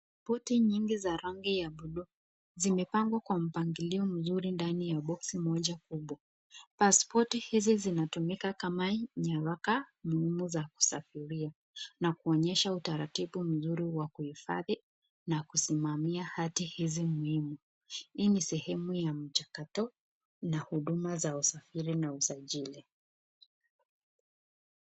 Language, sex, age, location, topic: Swahili, female, 25-35, Nakuru, government